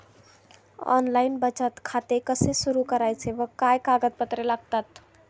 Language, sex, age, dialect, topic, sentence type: Marathi, female, 18-24, Standard Marathi, banking, question